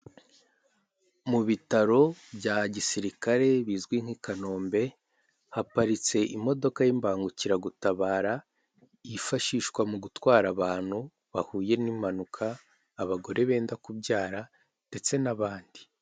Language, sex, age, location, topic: Kinyarwanda, male, 25-35, Kigali, government